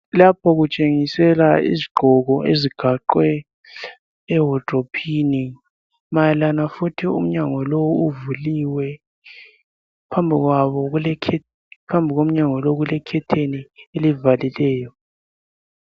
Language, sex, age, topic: North Ndebele, male, 18-24, education